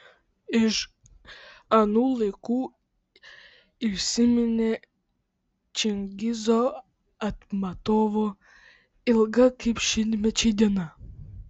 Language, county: Lithuanian, Vilnius